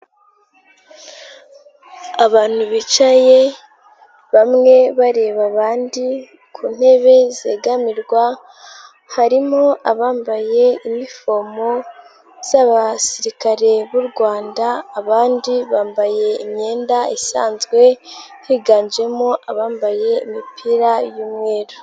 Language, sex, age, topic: Kinyarwanda, female, 18-24, government